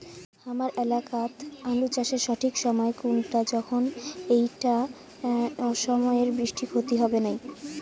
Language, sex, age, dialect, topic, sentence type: Bengali, male, 18-24, Rajbangshi, agriculture, question